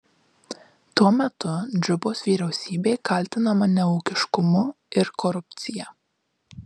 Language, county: Lithuanian, Marijampolė